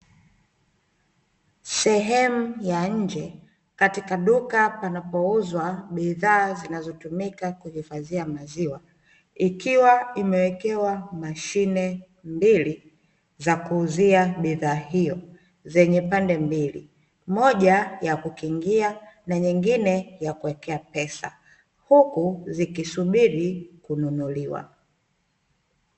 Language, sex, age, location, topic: Swahili, female, 25-35, Dar es Salaam, finance